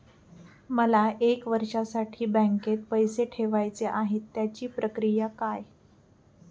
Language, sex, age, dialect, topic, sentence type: Marathi, female, 18-24, Standard Marathi, banking, question